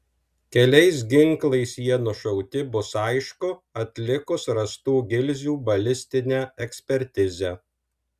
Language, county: Lithuanian, Alytus